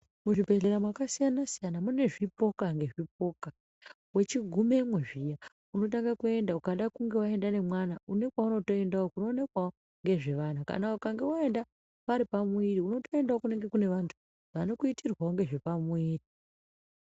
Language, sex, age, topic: Ndau, female, 25-35, health